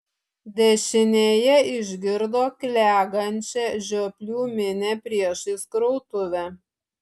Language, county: Lithuanian, Šiauliai